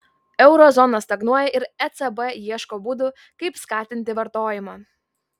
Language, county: Lithuanian, Vilnius